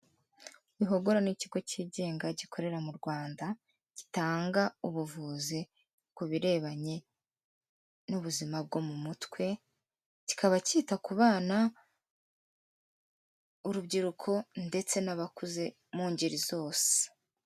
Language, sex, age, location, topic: Kinyarwanda, female, 18-24, Kigali, health